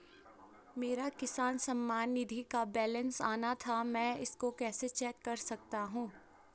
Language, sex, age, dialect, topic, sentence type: Hindi, female, 18-24, Garhwali, banking, question